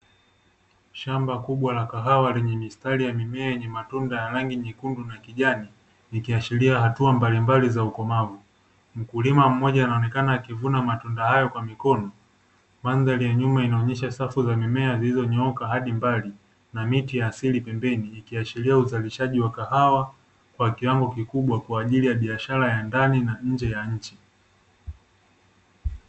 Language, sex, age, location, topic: Swahili, male, 18-24, Dar es Salaam, agriculture